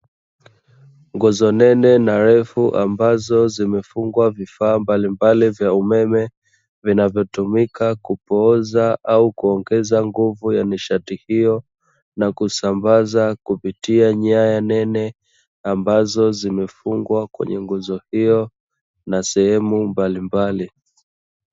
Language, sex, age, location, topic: Swahili, male, 25-35, Dar es Salaam, government